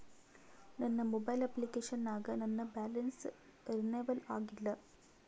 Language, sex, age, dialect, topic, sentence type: Kannada, female, 18-24, Northeastern, banking, statement